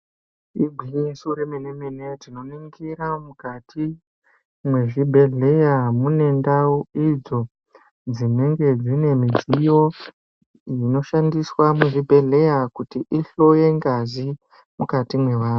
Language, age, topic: Ndau, 50+, health